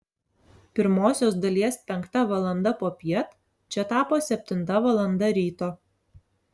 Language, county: Lithuanian, Alytus